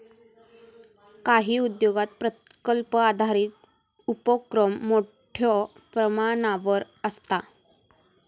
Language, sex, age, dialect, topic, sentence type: Marathi, female, 18-24, Southern Konkan, banking, statement